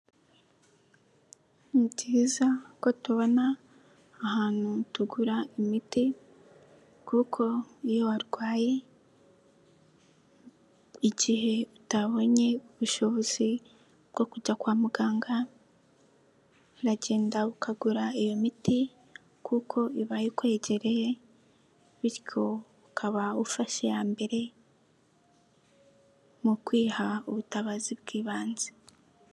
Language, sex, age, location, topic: Kinyarwanda, female, 18-24, Nyagatare, health